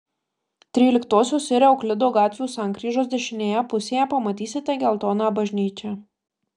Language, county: Lithuanian, Marijampolė